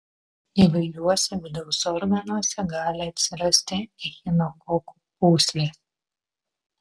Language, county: Lithuanian, Vilnius